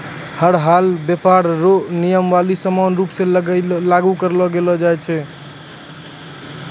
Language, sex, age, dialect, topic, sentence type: Maithili, male, 18-24, Angika, banking, statement